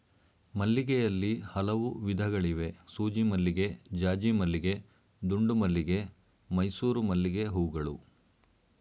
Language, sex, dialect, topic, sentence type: Kannada, male, Mysore Kannada, agriculture, statement